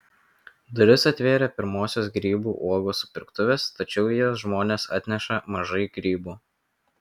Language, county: Lithuanian, Kaunas